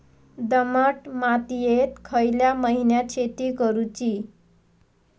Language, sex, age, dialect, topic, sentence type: Marathi, female, 18-24, Southern Konkan, agriculture, question